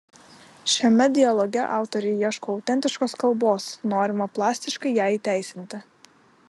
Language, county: Lithuanian, Utena